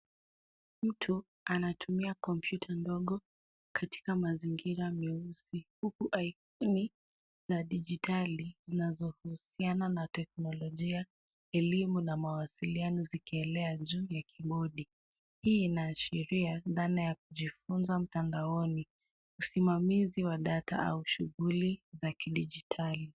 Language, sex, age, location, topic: Swahili, female, 18-24, Nairobi, education